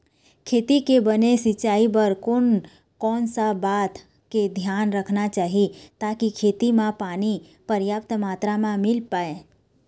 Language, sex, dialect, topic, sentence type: Chhattisgarhi, female, Eastern, agriculture, question